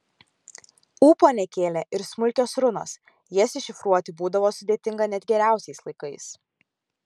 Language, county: Lithuanian, Kaunas